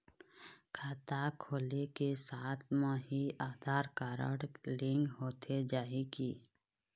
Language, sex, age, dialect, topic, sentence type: Chhattisgarhi, female, 25-30, Eastern, banking, question